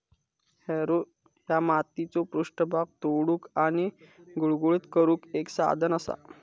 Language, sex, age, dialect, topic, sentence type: Marathi, male, 25-30, Southern Konkan, agriculture, statement